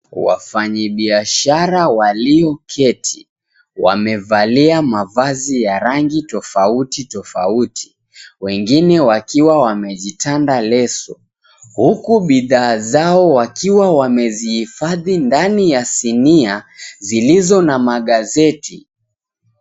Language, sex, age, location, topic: Swahili, male, 25-35, Mombasa, agriculture